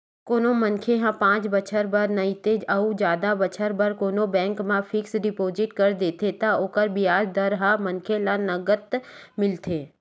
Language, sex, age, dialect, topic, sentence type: Chhattisgarhi, female, 31-35, Western/Budati/Khatahi, banking, statement